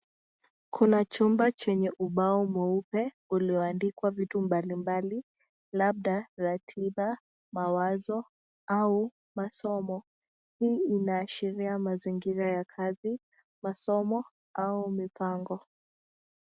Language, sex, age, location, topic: Swahili, female, 18-24, Nakuru, education